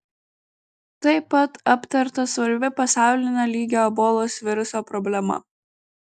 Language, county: Lithuanian, Klaipėda